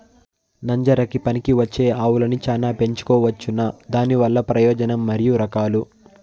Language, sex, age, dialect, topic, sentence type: Telugu, male, 18-24, Southern, agriculture, question